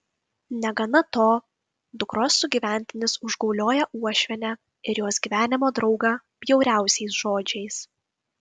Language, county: Lithuanian, Kaunas